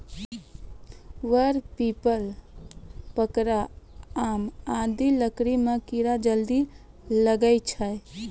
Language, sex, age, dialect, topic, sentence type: Maithili, female, 18-24, Angika, agriculture, statement